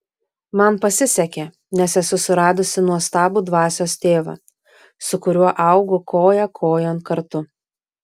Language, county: Lithuanian, Vilnius